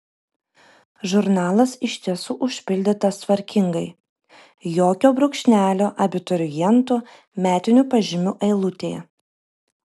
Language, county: Lithuanian, Vilnius